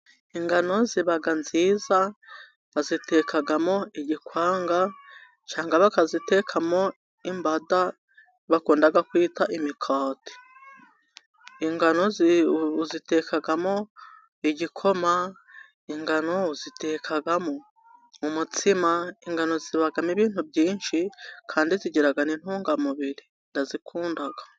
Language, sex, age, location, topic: Kinyarwanda, female, 36-49, Musanze, agriculture